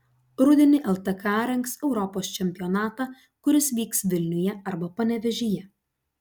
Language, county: Lithuanian, Klaipėda